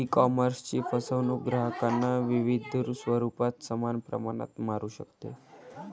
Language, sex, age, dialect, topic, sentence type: Marathi, male, 18-24, Varhadi, banking, statement